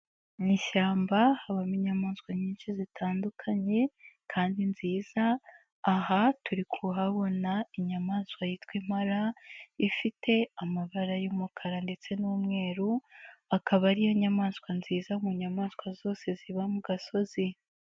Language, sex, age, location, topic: Kinyarwanda, female, 18-24, Nyagatare, agriculture